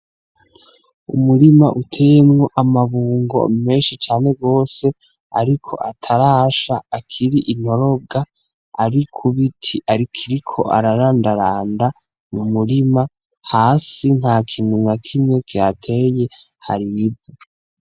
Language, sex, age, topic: Rundi, male, 18-24, agriculture